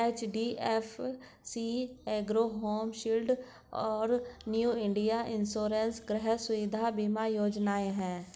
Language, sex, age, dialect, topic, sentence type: Hindi, female, 46-50, Hindustani Malvi Khadi Boli, banking, statement